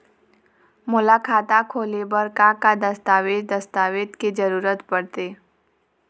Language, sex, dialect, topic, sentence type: Chhattisgarhi, female, Eastern, banking, question